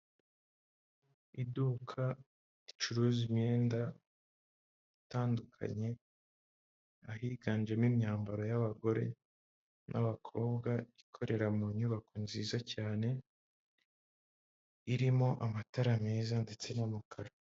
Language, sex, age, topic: Kinyarwanda, male, 25-35, finance